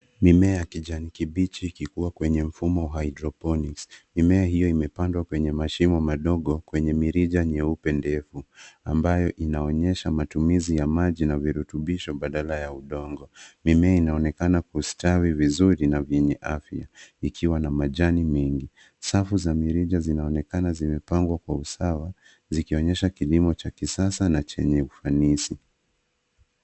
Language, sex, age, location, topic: Swahili, male, 25-35, Nairobi, agriculture